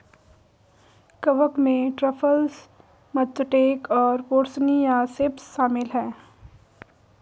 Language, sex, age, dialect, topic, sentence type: Hindi, female, 46-50, Garhwali, agriculture, statement